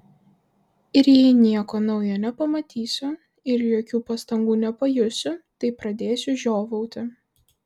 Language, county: Lithuanian, Vilnius